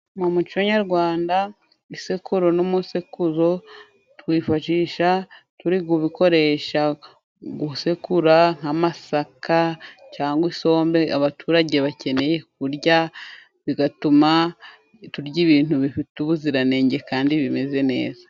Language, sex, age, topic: Kinyarwanda, female, 25-35, government